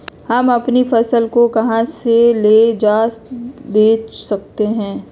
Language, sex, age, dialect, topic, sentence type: Magahi, female, 31-35, Western, agriculture, question